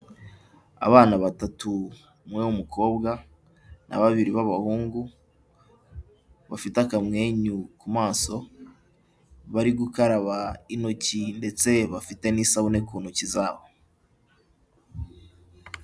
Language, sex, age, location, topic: Kinyarwanda, male, 18-24, Kigali, health